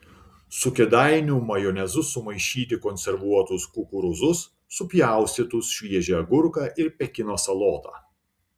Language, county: Lithuanian, Šiauliai